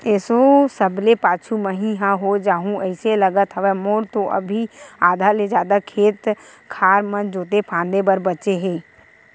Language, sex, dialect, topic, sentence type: Chhattisgarhi, female, Western/Budati/Khatahi, agriculture, statement